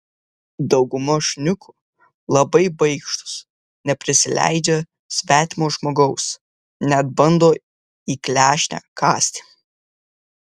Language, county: Lithuanian, Vilnius